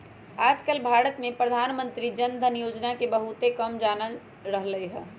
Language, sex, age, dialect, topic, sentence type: Magahi, female, 25-30, Western, banking, statement